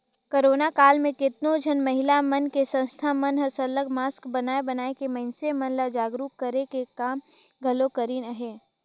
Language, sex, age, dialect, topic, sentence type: Chhattisgarhi, female, 18-24, Northern/Bhandar, banking, statement